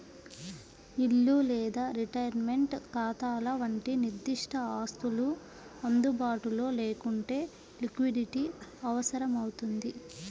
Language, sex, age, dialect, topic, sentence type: Telugu, female, 25-30, Central/Coastal, banking, statement